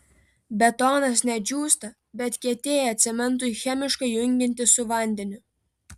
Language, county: Lithuanian, Vilnius